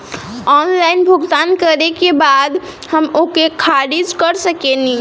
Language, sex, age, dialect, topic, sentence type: Bhojpuri, female, 18-24, Northern, banking, question